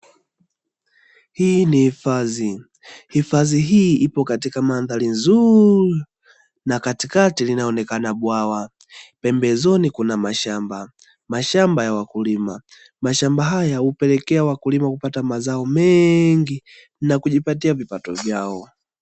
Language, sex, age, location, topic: Swahili, male, 18-24, Dar es Salaam, agriculture